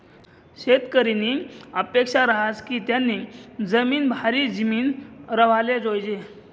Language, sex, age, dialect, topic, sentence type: Marathi, male, 25-30, Northern Konkan, agriculture, statement